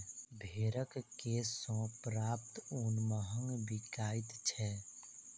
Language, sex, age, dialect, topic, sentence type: Maithili, male, 51-55, Southern/Standard, agriculture, statement